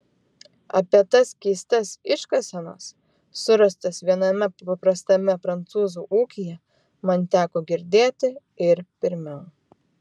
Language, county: Lithuanian, Vilnius